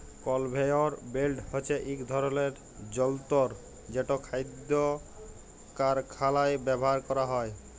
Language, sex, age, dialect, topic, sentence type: Bengali, male, 18-24, Jharkhandi, agriculture, statement